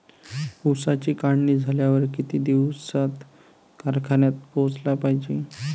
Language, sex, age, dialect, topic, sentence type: Marathi, male, 31-35, Varhadi, agriculture, question